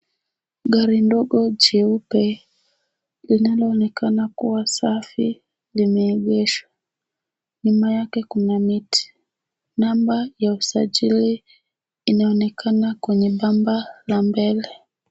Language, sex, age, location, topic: Swahili, female, 18-24, Nairobi, finance